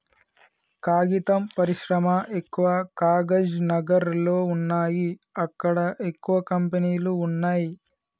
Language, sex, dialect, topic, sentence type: Telugu, male, Telangana, agriculture, statement